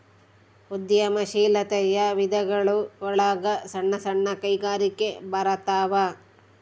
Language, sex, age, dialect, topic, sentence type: Kannada, female, 36-40, Central, banking, statement